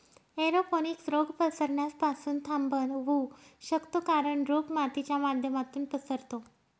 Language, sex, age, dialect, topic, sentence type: Marathi, female, 31-35, Northern Konkan, agriculture, statement